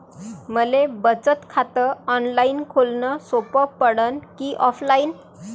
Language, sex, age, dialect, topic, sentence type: Marathi, female, 25-30, Varhadi, banking, question